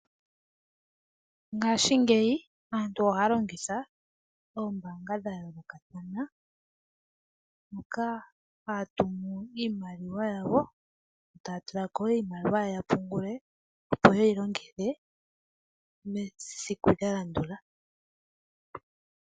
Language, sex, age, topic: Oshiwambo, female, 18-24, finance